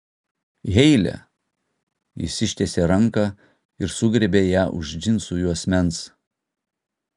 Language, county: Lithuanian, Utena